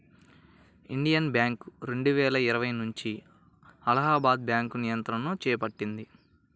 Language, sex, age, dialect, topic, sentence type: Telugu, male, 18-24, Central/Coastal, banking, statement